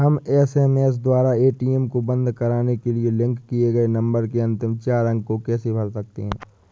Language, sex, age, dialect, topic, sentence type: Hindi, male, 18-24, Awadhi Bundeli, banking, question